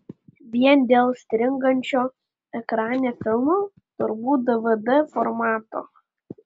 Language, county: Lithuanian, Panevėžys